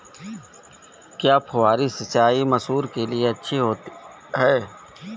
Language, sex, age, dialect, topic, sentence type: Hindi, male, 36-40, Awadhi Bundeli, agriculture, question